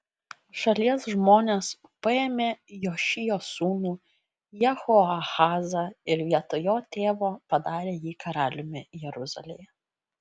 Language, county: Lithuanian, Kaunas